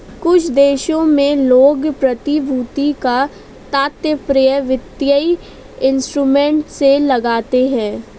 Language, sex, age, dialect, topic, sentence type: Hindi, female, 18-24, Awadhi Bundeli, banking, statement